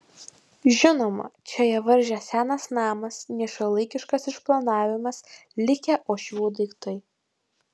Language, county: Lithuanian, Kaunas